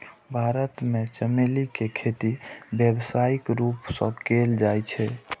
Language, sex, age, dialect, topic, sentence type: Maithili, male, 41-45, Eastern / Thethi, agriculture, statement